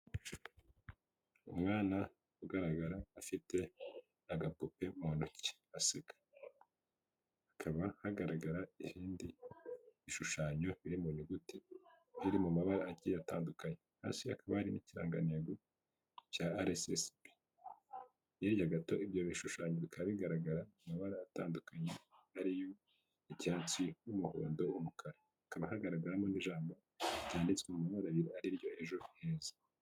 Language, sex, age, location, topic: Kinyarwanda, male, 25-35, Kigali, finance